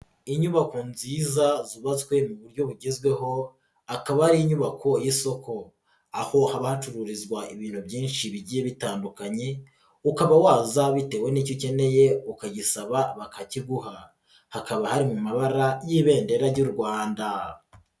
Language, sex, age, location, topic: Kinyarwanda, male, 50+, Nyagatare, finance